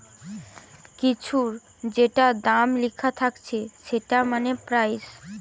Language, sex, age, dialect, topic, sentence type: Bengali, female, 18-24, Western, banking, statement